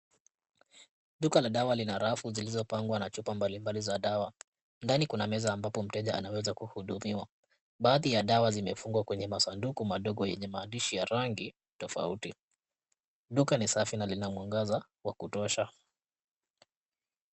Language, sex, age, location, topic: Swahili, male, 18-24, Kisumu, health